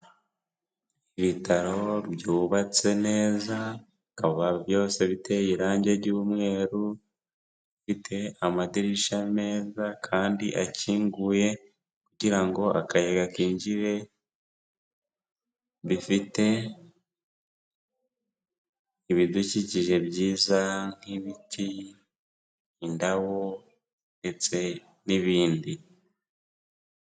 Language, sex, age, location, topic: Kinyarwanda, male, 18-24, Kigali, health